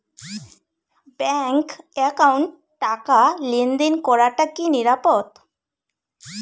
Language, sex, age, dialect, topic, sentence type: Bengali, female, 25-30, Rajbangshi, banking, question